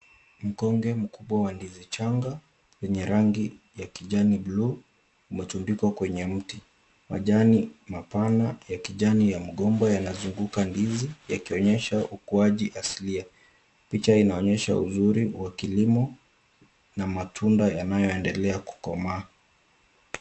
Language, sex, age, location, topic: Swahili, male, 25-35, Kisumu, agriculture